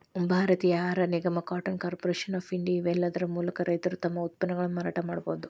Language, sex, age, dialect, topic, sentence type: Kannada, female, 36-40, Dharwad Kannada, agriculture, statement